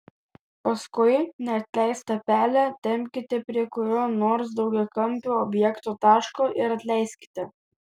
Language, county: Lithuanian, Vilnius